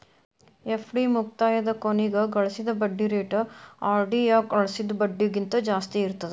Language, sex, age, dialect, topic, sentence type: Kannada, female, 31-35, Dharwad Kannada, banking, statement